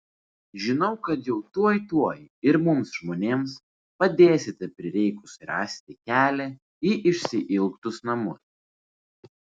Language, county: Lithuanian, Vilnius